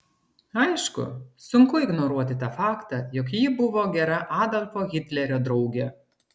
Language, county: Lithuanian, Klaipėda